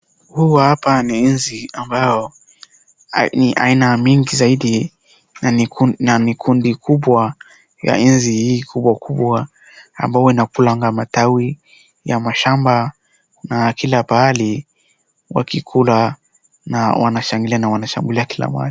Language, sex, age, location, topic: Swahili, male, 18-24, Wajir, health